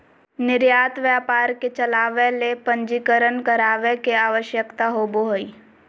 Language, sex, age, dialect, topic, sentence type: Magahi, female, 25-30, Southern, banking, statement